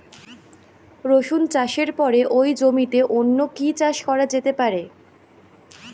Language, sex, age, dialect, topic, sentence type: Bengali, female, 18-24, Rajbangshi, agriculture, question